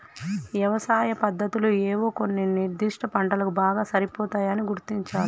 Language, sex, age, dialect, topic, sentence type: Telugu, female, 31-35, Telangana, agriculture, statement